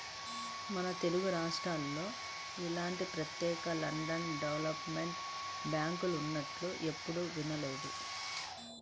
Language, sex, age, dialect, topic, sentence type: Telugu, female, 46-50, Central/Coastal, banking, statement